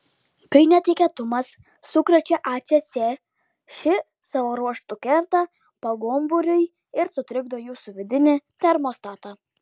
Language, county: Lithuanian, Klaipėda